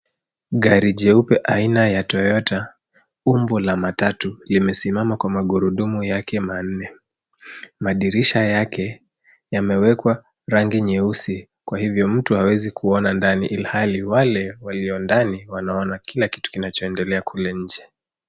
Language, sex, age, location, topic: Swahili, male, 25-35, Nairobi, finance